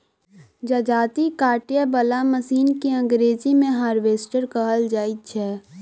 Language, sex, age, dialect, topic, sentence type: Maithili, female, 18-24, Southern/Standard, agriculture, statement